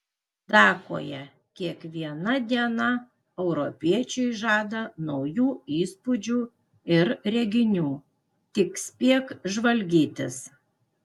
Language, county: Lithuanian, Klaipėda